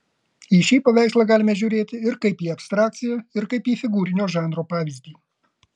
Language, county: Lithuanian, Kaunas